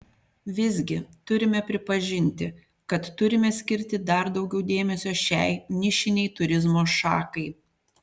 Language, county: Lithuanian, Panevėžys